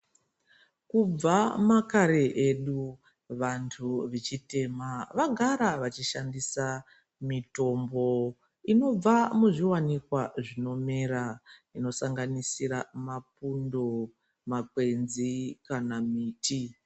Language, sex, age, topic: Ndau, female, 25-35, health